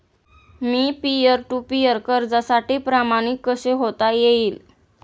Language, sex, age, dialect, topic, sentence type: Marathi, female, 18-24, Standard Marathi, banking, statement